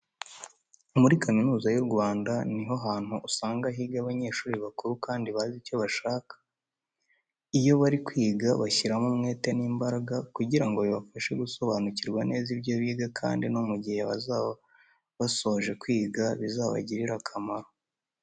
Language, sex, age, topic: Kinyarwanda, male, 18-24, education